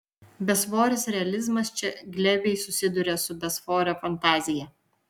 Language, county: Lithuanian, Vilnius